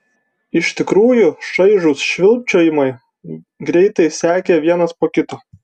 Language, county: Lithuanian, Vilnius